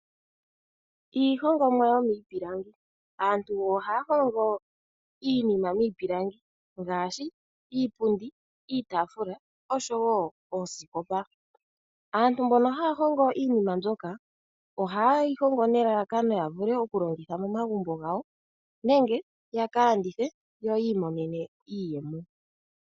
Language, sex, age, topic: Oshiwambo, female, 25-35, finance